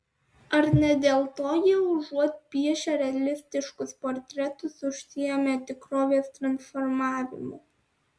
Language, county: Lithuanian, Alytus